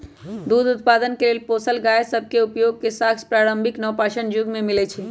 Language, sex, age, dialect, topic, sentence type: Magahi, male, 18-24, Western, agriculture, statement